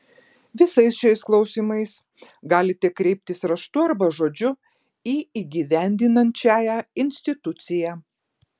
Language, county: Lithuanian, Klaipėda